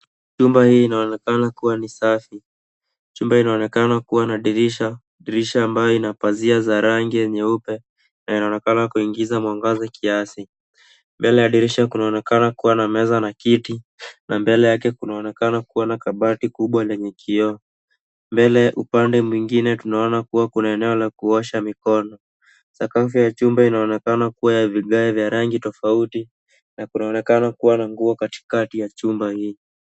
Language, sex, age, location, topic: Swahili, male, 18-24, Nairobi, education